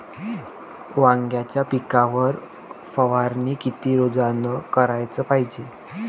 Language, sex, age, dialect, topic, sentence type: Marathi, male, <18, Varhadi, agriculture, question